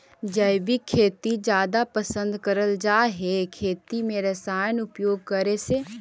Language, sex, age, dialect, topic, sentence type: Magahi, female, 18-24, Central/Standard, agriculture, statement